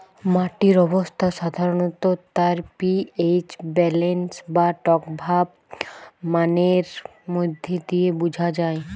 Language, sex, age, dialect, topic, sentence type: Bengali, female, 18-24, Western, agriculture, statement